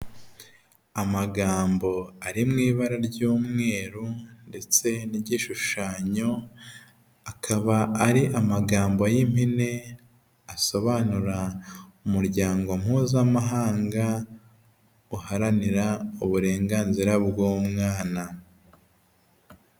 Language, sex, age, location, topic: Kinyarwanda, male, 25-35, Huye, health